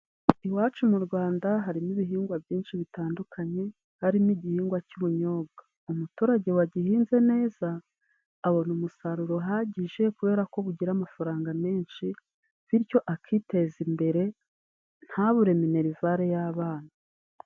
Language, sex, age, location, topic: Kinyarwanda, female, 36-49, Musanze, agriculture